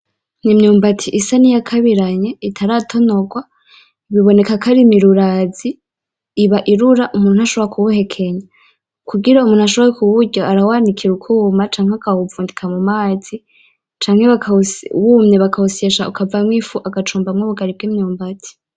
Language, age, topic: Rundi, 18-24, agriculture